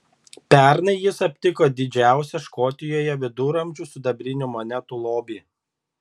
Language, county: Lithuanian, Šiauliai